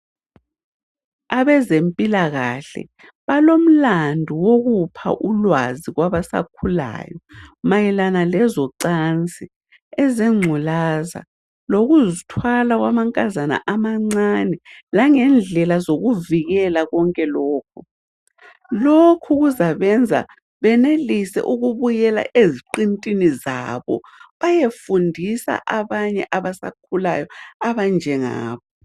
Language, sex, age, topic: North Ndebele, female, 36-49, health